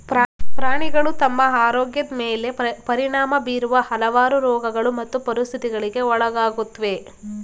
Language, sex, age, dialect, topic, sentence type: Kannada, female, 18-24, Mysore Kannada, agriculture, statement